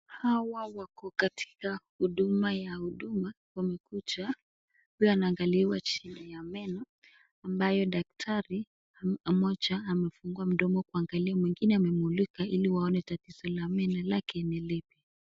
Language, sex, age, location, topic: Swahili, female, 18-24, Nakuru, health